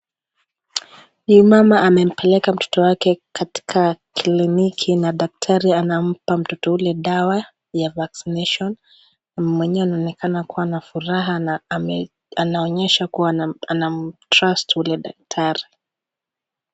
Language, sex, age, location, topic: Swahili, female, 25-35, Kisii, health